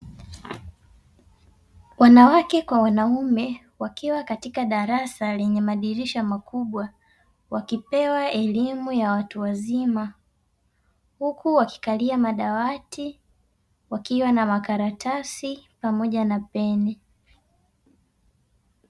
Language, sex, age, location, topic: Swahili, female, 18-24, Dar es Salaam, education